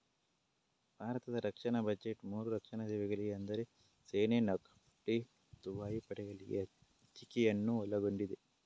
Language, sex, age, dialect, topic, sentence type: Kannada, male, 18-24, Coastal/Dakshin, banking, statement